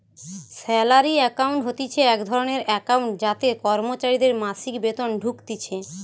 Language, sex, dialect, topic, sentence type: Bengali, female, Western, banking, statement